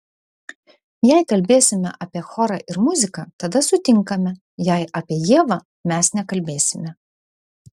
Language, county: Lithuanian, Vilnius